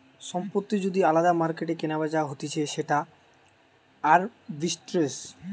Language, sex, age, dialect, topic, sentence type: Bengali, male, 18-24, Western, banking, statement